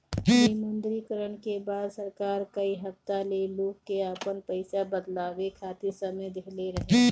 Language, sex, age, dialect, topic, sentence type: Bhojpuri, female, 25-30, Northern, banking, statement